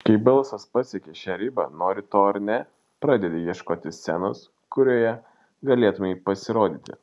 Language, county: Lithuanian, Šiauliai